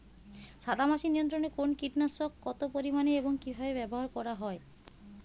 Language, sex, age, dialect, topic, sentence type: Bengali, female, 36-40, Rajbangshi, agriculture, question